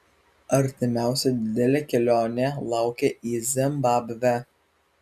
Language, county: Lithuanian, Vilnius